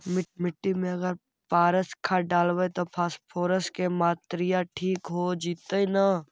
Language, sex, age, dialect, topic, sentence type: Magahi, male, 51-55, Central/Standard, agriculture, question